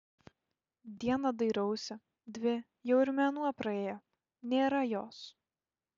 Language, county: Lithuanian, Šiauliai